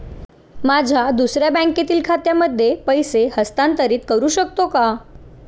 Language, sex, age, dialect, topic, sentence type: Marathi, female, 18-24, Standard Marathi, banking, question